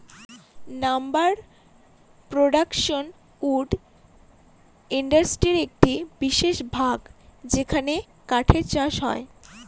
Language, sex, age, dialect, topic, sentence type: Bengali, female, 18-24, Northern/Varendri, agriculture, statement